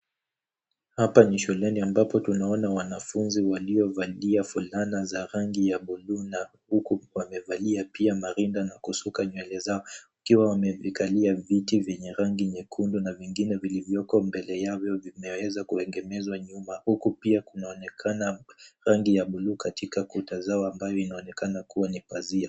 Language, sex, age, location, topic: Swahili, male, 18-24, Nairobi, education